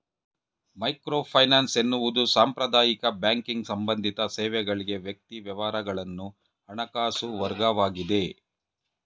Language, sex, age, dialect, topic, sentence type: Kannada, male, 46-50, Mysore Kannada, banking, statement